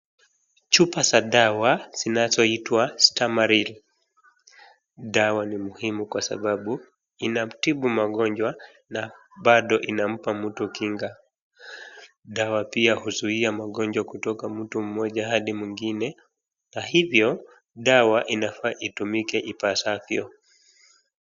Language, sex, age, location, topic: Swahili, male, 25-35, Wajir, health